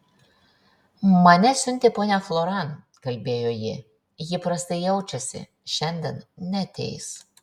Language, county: Lithuanian, Šiauliai